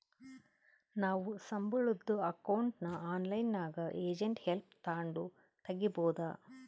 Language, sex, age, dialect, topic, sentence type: Kannada, female, 31-35, Central, banking, statement